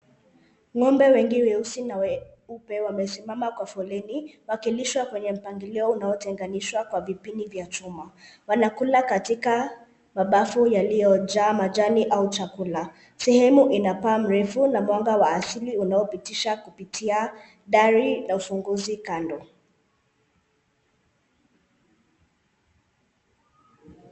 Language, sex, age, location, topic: Swahili, male, 18-24, Nairobi, agriculture